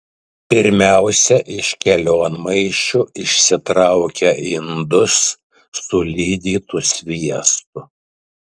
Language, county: Lithuanian, Tauragė